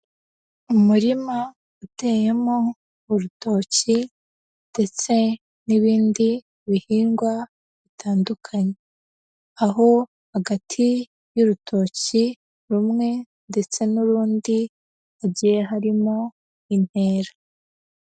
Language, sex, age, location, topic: Kinyarwanda, female, 18-24, Huye, agriculture